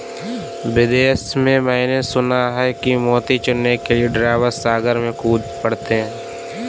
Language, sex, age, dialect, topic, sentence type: Hindi, male, 18-24, Kanauji Braj Bhasha, agriculture, statement